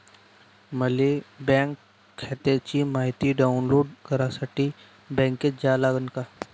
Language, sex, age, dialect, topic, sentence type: Marathi, male, 18-24, Varhadi, banking, question